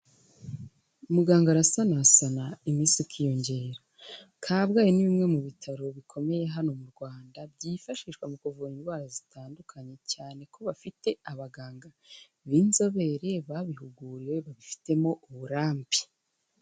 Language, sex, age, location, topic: Kinyarwanda, female, 25-35, Kigali, health